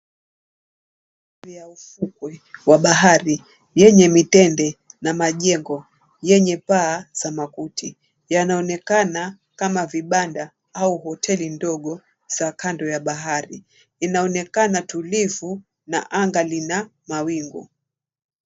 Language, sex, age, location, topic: Swahili, female, 36-49, Mombasa, government